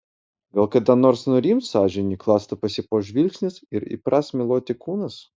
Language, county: Lithuanian, Utena